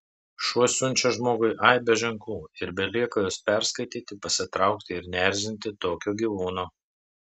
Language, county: Lithuanian, Telšiai